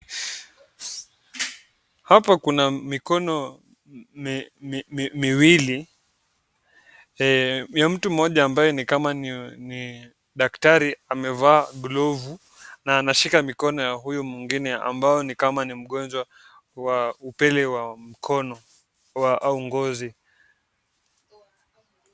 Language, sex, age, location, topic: Swahili, male, 18-24, Nakuru, health